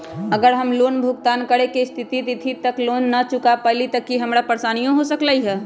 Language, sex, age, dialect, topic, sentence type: Magahi, female, 25-30, Western, banking, question